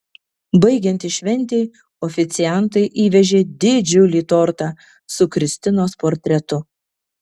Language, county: Lithuanian, Kaunas